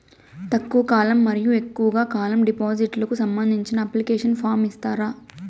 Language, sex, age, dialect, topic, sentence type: Telugu, female, 18-24, Southern, banking, question